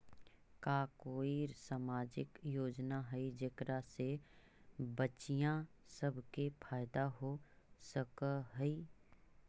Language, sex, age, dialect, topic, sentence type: Magahi, female, 36-40, Central/Standard, banking, statement